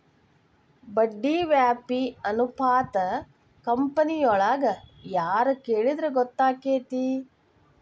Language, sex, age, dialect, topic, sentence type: Kannada, female, 18-24, Dharwad Kannada, banking, statement